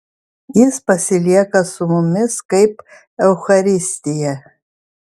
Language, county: Lithuanian, Vilnius